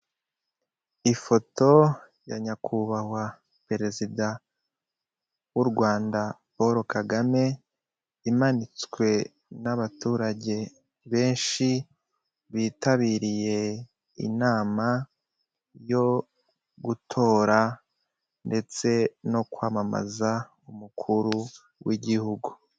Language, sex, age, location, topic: Kinyarwanda, male, 25-35, Kigali, government